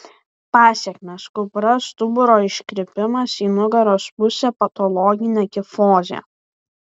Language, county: Lithuanian, Vilnius